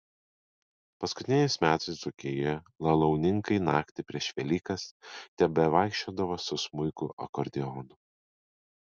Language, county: Lithuanian, Kaunas